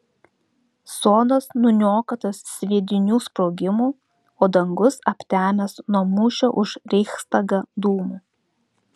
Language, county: Lithuanian, Klaipėda